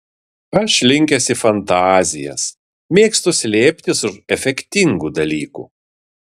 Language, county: Lithuanian, Vilnius